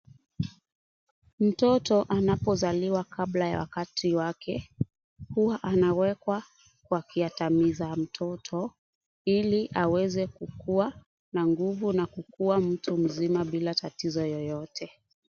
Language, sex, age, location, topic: Swahili, female, 18-24, Kisumu, health